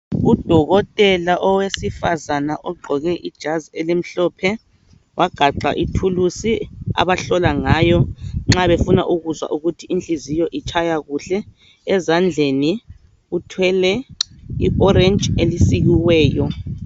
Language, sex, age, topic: North Ndebele, male, 25-35, health